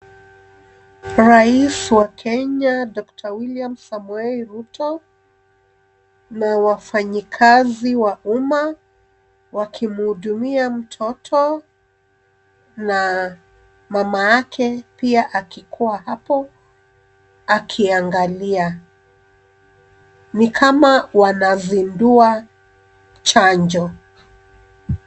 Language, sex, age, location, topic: Swahili, female, 36-49, Nairobi, health